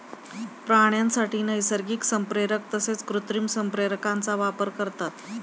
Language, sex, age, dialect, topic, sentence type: Marathi, female, 31-35, Standard Marathi, agriculture, statement